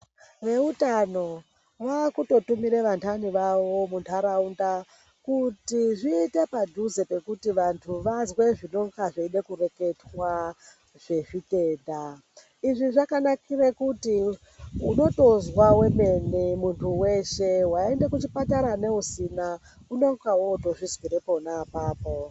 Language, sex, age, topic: Ndau, male, 25-35, health